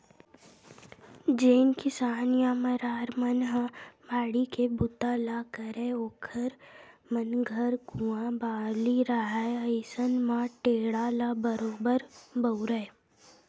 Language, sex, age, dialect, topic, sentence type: Chhattisgarhi, female, 18-24, Western/Budati/Khatahi, agriculture, statement